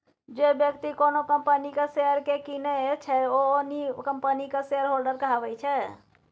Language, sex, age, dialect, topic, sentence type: Maithili, female, 60-100, Bajjika, banking, statement